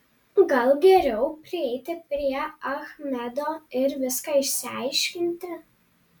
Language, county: Lithuanian, Panevėžys